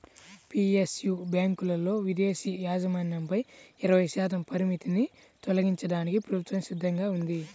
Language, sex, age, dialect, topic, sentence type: Telugu, male, 31-35, Central/Coastal, banking, statement